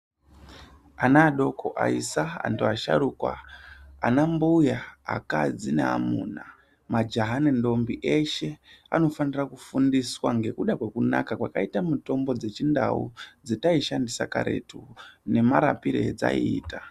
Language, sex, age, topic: Ndau, female, 36-49, health